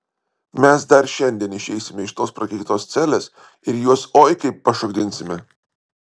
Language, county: Lithuanian, Vilnius